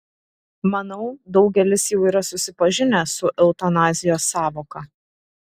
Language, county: Lithuanian, Šiauliai